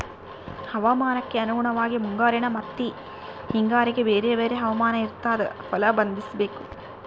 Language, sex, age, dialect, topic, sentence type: Kannada, female, 25-30, Central, agriculture, statement